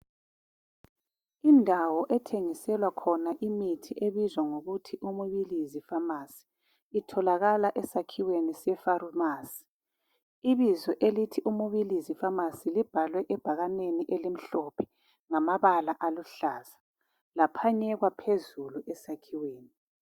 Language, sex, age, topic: North Ndebele, female, 36-49, health